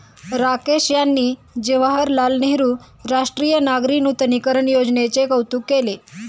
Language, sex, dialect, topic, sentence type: Marathi, female, Standard Marathi, banking, statement